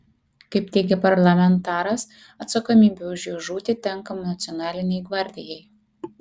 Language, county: Lithuanian, Kaunas